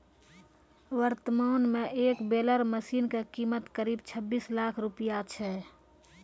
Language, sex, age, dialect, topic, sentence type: Maithili, female, 25-30, Angika, agriculture, statement